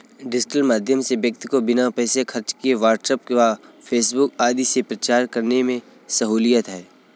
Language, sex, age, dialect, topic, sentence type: Hindi, male, 25-30, Kanauji Braj Bhasha, banking, statement